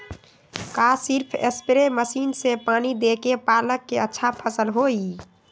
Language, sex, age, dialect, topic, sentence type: Magahi, female, 18-24, Western, agriculture, question